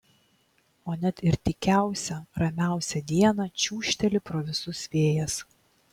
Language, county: Lithuanian, Klaipėda